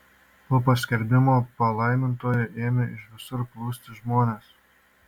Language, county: Lithuanian, Šiauliai